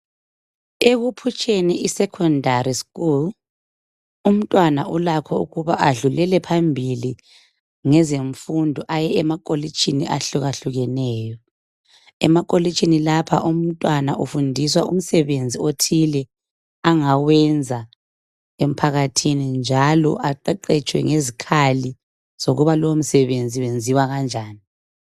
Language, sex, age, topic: North Ndebele, female, 25-35, education